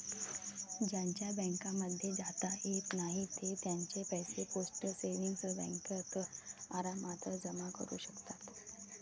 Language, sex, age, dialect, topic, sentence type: Marathi, female, 31-35, Varhadi, banking, statement